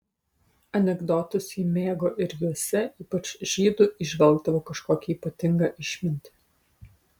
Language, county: Lithuanian, Utena